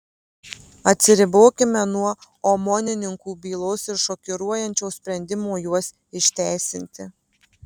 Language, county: Lithuanian, Marijampolė